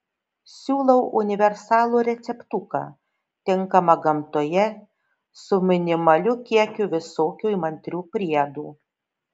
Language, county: Lithuanian, Šiauliai